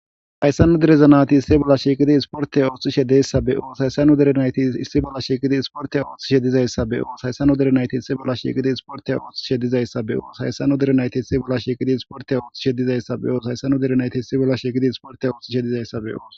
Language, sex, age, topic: Gamo, male, 18-24, government